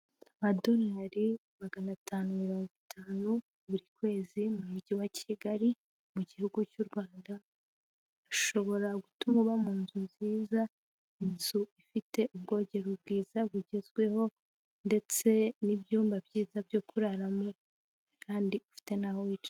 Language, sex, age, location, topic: Kinyarwanda, female, 18-24, Huye, finance